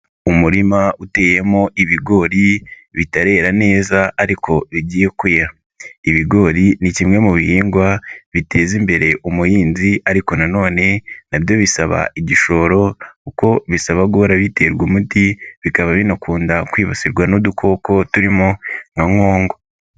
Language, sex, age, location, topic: Kinyarwanda, male, 25-35, Nyagatare, agriculture